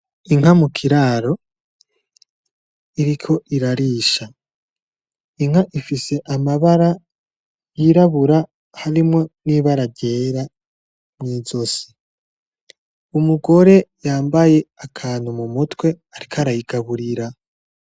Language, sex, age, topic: Rundi, male, 18-24, agriculture